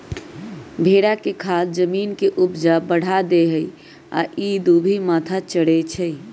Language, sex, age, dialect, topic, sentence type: Magahi, female, 31-35, Western, agriculture, statement